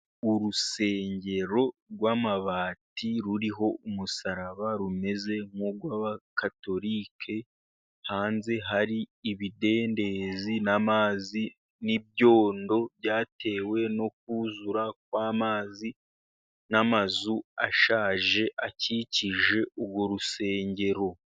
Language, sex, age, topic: Kinyarwanda, male, 36-49, government